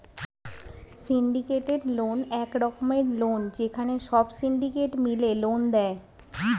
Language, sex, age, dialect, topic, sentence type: Bengali, female, 31-35, Northern/Varendri, banking, statement